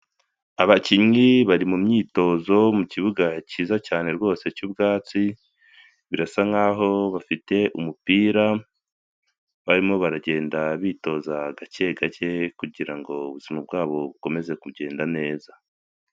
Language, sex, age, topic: Kinyarwanda, male, 25-35, government